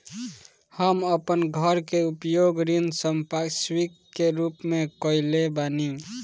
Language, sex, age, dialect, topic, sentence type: Bhojpuri, male, 18-24, Northern, banking, statement